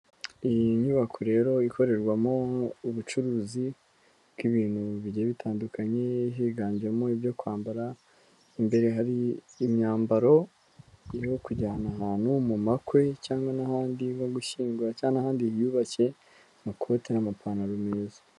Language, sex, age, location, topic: Kinyarwanda, female, 18-24, Kigali, finance